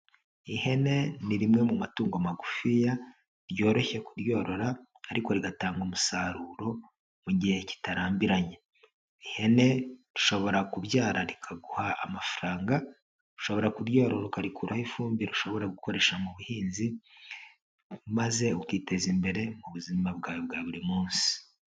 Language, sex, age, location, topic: Kinyarwanda, male, 25-35, Huye, agriculture